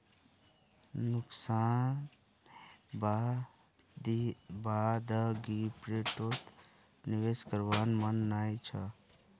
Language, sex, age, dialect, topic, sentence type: Magahi, male, 25-30, Northeastern/Surjapuri, banking, statement